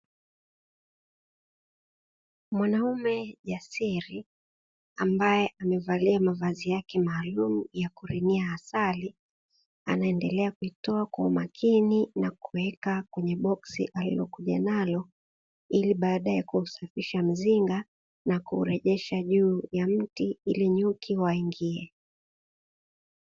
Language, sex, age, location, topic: Swahili, female, 25-35, Dar es Salaam, agriculture